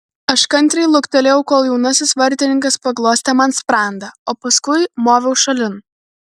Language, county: Lithuanian, Vilnius